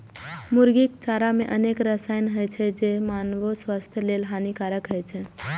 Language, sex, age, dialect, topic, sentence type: Maithili, female, 18-24, Eastern / Thethi, agriculture, statement